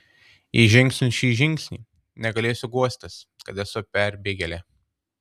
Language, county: Lithuanian, Tauragė